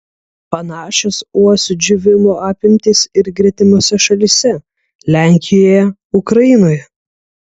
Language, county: Lithuanian, Kaunas